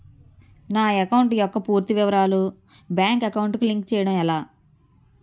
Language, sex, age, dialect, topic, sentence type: Telugu, female, 31-35, Utterandhra, banking, question